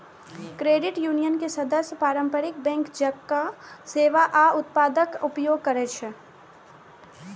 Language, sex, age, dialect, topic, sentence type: Maithili, male, 36-40, Eastern / Thethi, banking, statement